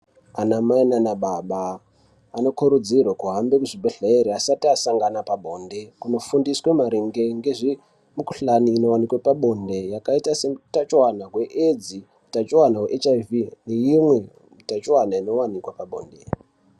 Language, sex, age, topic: Ndau, male, 18-24, health